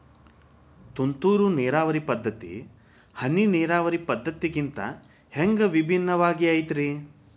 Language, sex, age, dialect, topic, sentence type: Kannada, male, 25-30, Dharwad Kannada, agriculture, question